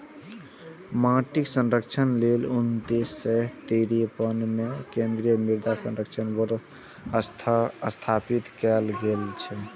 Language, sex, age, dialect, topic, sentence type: Maithili, male, 18-24, Eastern / Thethi, agriculture, statement